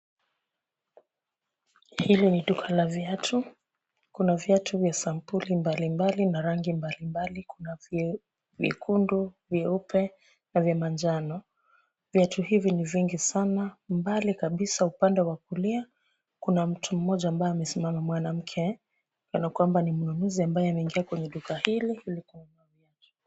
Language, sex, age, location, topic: Swahili, female, 36-49, Kisumu, finance